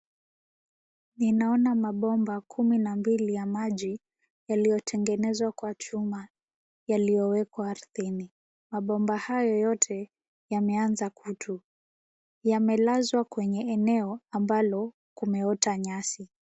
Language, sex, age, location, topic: Swahili, female, 18-24, Nairobi, government